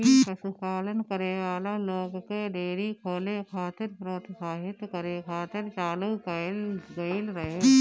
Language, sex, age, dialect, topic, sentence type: Bhojpuri, female, 18-24, Northern, agriculture, statement